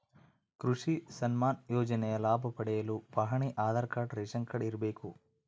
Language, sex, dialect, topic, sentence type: Kannada, male, Central, agriculture, statement